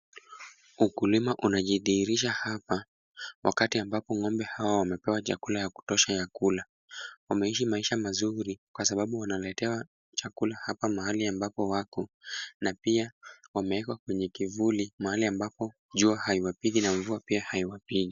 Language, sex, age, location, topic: Swahili, male, 18-24, Kisumu, agriculture